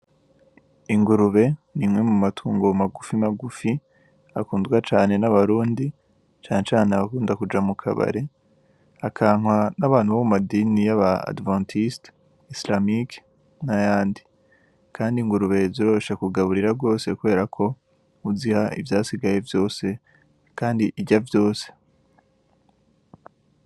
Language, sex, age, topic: Rundi, male, 18-24, agriculture